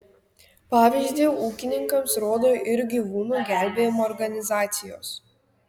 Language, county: Lithuanian, Kaunas